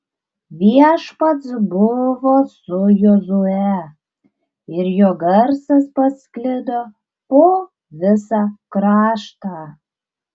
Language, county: Lithuanian, Šiauliai